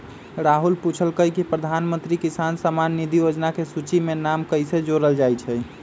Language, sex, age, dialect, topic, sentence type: Magahi, male, 25-30, Western, agriculture, statement